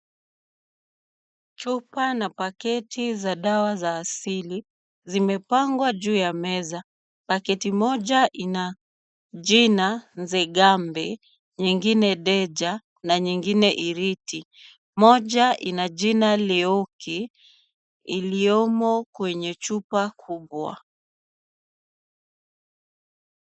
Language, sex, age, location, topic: Swahili, female, 18-24, Kisumu, health